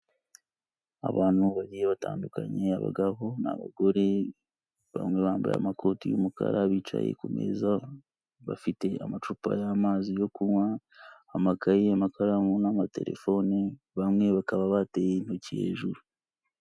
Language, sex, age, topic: Kinyarwanda, male, 25-35, government